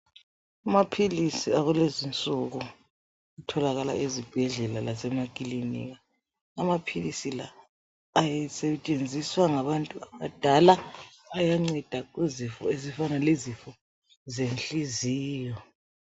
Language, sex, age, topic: North Ndebele, male, 18-24, health